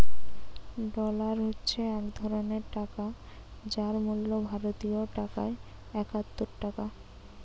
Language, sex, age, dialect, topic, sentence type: Bengali, female, 18-24, Western, banking, statement